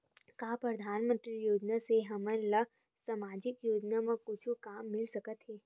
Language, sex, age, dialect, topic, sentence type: Chhattisgarhi, female, 18-24, Western/Budati/Khatahi, banking, question